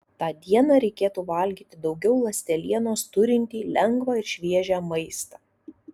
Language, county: Lithuanian, Alytus